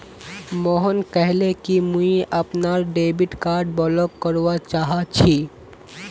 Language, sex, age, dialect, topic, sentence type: Magahi, male, 25-30, Northeastern/Surjapuri, banking, statement